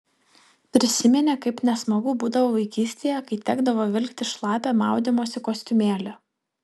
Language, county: Lithuanian, Vilnius